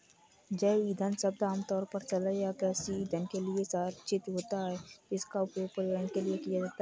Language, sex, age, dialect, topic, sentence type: Hindi, female, 60-100, Kanauji Braj Bhasha, agriculture, statement